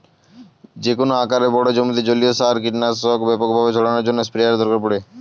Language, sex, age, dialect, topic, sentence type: Bengali, male, 18-24, Standard Colloquial, agriculture, statement